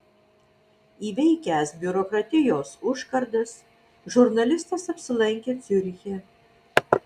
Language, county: Lithuanian, Vilnius